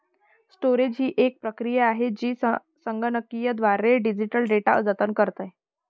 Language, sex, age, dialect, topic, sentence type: Marathi, female, 25-30, Varhadi, agriculture, statement